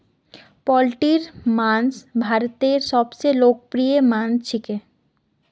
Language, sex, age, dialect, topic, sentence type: Magahi, female, 36-40, Northeastern/Surjapuri, agriculture, statement